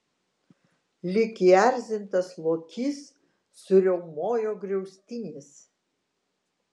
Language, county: Lithuanian, Vilnius